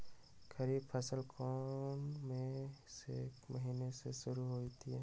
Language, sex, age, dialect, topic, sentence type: Magahi, male, 18-24, Western, agriculture, question